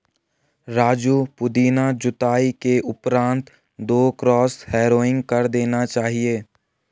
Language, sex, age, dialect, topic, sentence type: Hindi, male, 18-24, Garhwali, agriculture, statement